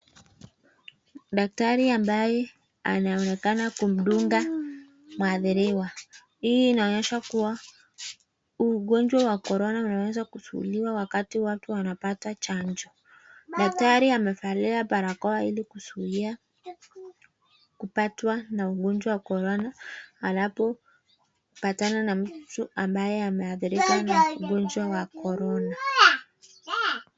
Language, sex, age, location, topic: Swahili, female, 36-49, Nakuru, health